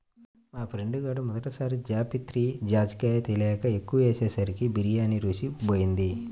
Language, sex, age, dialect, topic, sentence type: Telugu, male, 41-45, Central/Coastal, agriculture, statement